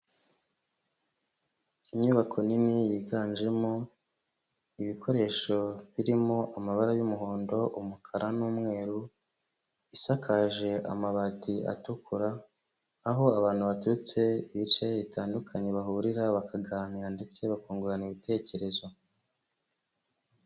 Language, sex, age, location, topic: Kinyarwanda, male, 25-35, Huye, health